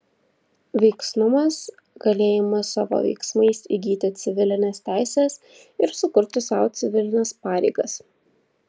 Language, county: Lithuanian, Vilnius